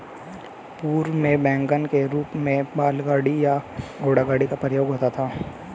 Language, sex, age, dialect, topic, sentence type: Hindi, male, 18-24, Hindustani Malvi Khadi Boli, agriculture, statement